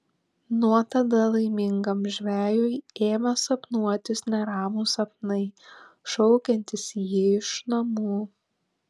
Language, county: Lithuanian, Panevėžys